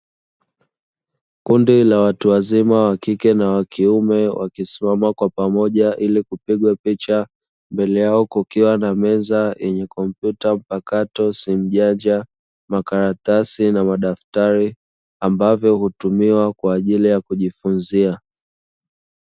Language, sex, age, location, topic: Swahili, male, 25-35, Dar es Salaam, education